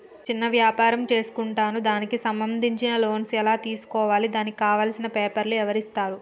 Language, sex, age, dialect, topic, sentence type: Telugu, female, 36-40, Telangana, banking, question